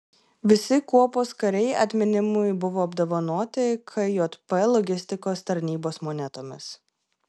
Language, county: Lithuanian, Klaipėda